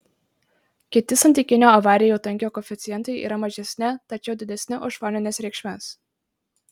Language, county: Lithuanian, Marijampolė